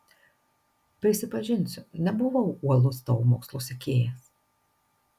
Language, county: Lithuanian, Marijampolė